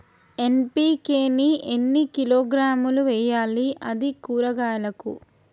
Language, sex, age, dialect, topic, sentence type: Telugu, female, 18-24, Telangana, agriculture, question